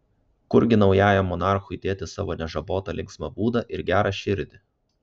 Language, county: Lithuanian, Kaunas